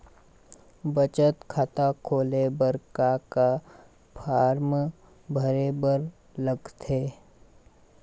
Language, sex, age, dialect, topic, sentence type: Chhattisgarhi, male, 51-55, Eastern, banking, question